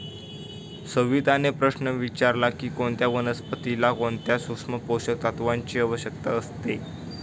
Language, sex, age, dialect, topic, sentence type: Marathi, male, 18-24, Standard Marathi, agriculture, statement